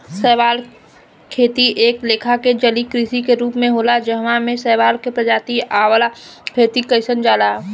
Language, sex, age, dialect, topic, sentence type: Bhojpuri, female, 25-30, Southern / Standard, agriculture, statement